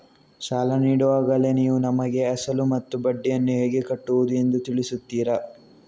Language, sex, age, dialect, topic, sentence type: Kannada, male, 36-40, Coastal/Dakshin, banking, question